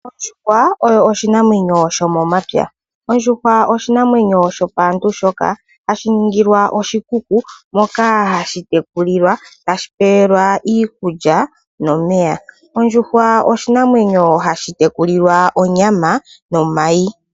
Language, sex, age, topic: Oshiwambo, female, 18-24, agriculture